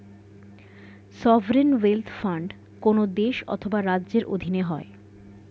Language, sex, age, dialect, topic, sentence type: Bengali, female, 60-100, Standard Colloquial, banking, statement